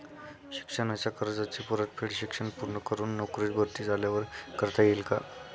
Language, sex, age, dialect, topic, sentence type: Marathi, male, 18-24, Standard Marathi, banking, question